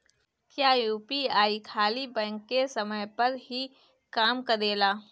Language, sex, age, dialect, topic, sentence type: Bhojpuri, female, 18-24, Northern, banking, question